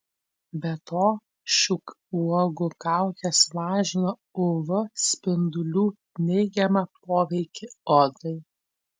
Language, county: Lithuanian, Tauragė